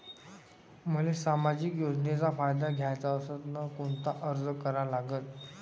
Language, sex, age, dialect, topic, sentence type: Marathi, male, 18-24, Varhadi, banking, question